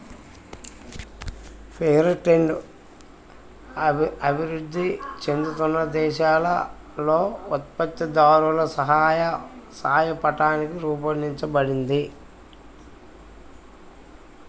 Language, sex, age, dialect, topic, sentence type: Telugu, female, 18-24, Central/Coastal, banking, statement